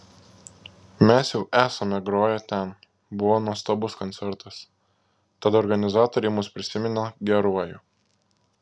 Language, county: Lithuanian, Klaipėda